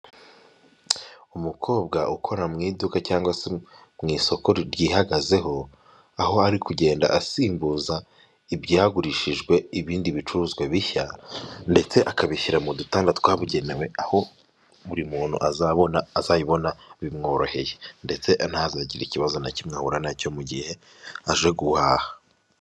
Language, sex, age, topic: Kinyarwanda, male, 18-24, finance